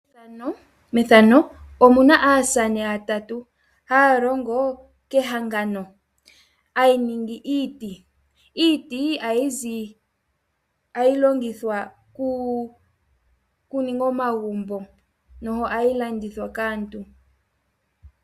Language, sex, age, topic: Oshiwambo, female, 18-24, finance